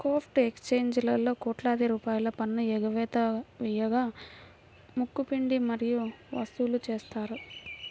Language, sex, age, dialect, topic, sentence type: Telugu, female, 18-24, Central/Coastal, banking, statement